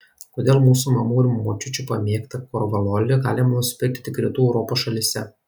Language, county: Lithuanian, Kaunas